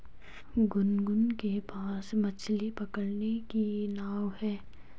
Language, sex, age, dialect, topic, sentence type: Hindi, female, 18-24, Garhwali, agriculture, statement